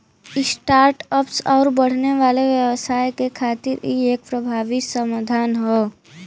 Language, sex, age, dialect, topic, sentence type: Bhojpuri, female, <18, Western, banking, statement